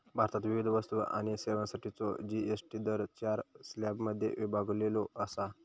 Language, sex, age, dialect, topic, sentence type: Marathi, male, 18-24, Southern Konkan, banking, statement